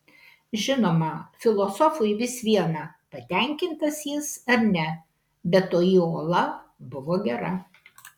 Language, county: Lithuanian, Kaunas